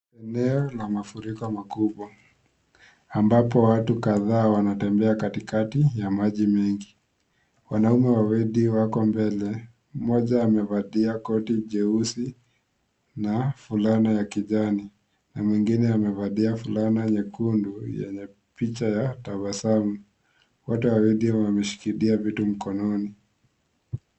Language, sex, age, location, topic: Swahili, male, 18-24, Kisii, health